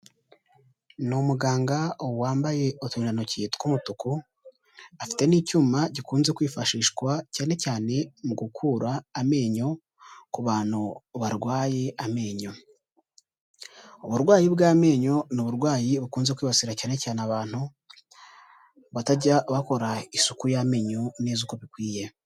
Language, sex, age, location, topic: Kinyarwanda, male, 18-24, Huye, health